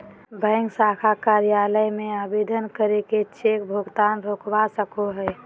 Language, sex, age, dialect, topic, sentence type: Magahi, female, 18-24, Southern, banking, statement